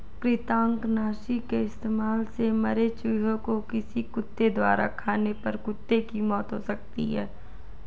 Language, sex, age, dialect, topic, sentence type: Hindi, female, 18-24, Marwari Dhudhari, agriculture, statement